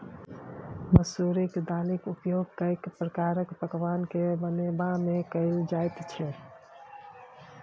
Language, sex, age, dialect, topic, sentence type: Maithili, female, 51-55, Bajjika, agriculture, statement